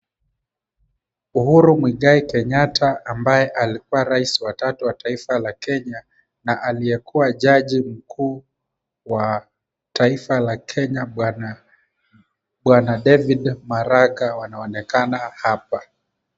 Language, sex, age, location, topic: Swahili, male, 25-35, Kisumu, government